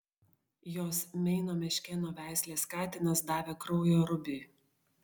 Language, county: Lithuanian, Vilnius